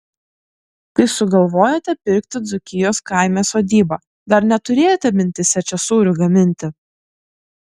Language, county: Lithuanian, Klaipėda